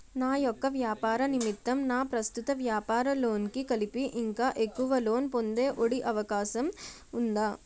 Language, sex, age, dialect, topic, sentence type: Telugu, female, 56-60, Utterandhra, banking, question